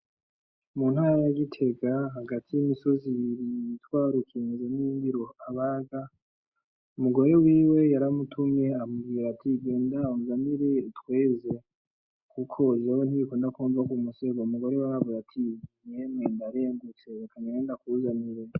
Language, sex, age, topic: Rundi, male, 18-24, agriculture